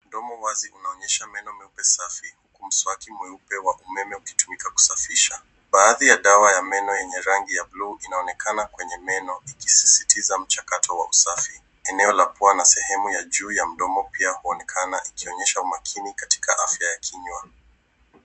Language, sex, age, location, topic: Swahili, male, 18-24, Nairobi, health